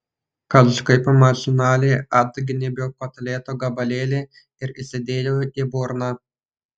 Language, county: Lithuanian, Panevėžys